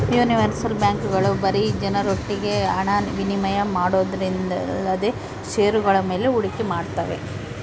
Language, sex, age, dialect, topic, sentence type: Kannada, female, 18-24, Central, banking, statement